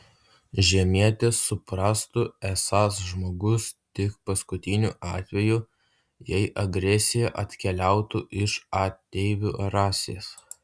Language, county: Lithuanian, Utena